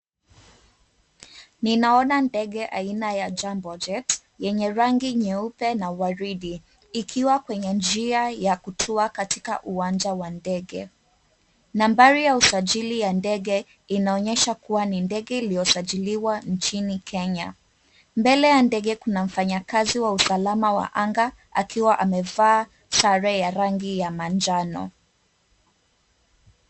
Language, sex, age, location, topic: Swahili, female, 18-24, Mombasa, government